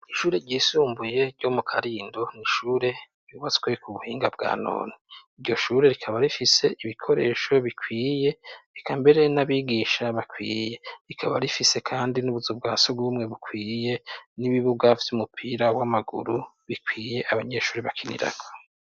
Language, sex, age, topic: Rundi, male, 36-49, education